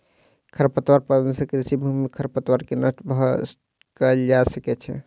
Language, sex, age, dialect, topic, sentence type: Maithili, male, 36-40, Southern/Standard, agriculture, statement